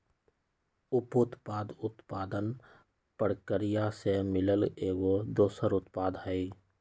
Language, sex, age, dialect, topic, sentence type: Magahi, male, 25-30, Western, agriculture, statement